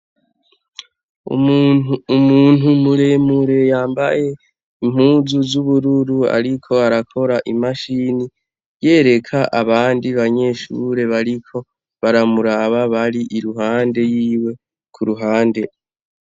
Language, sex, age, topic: Rundi, male, 18-24, education